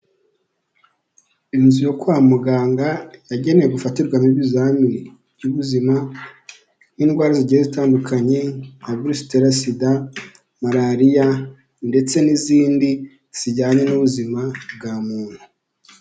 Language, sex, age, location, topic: Kinyarwanda, male, 18-24, Huye, health